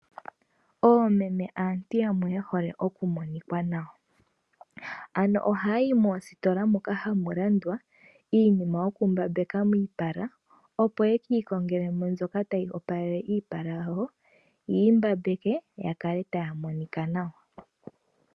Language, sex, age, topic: Oshiwambo, female, 18-24, finance